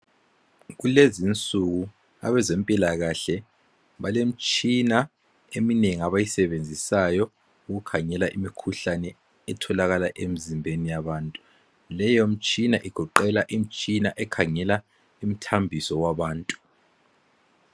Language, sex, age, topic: North Ndebele, male, 36-49, health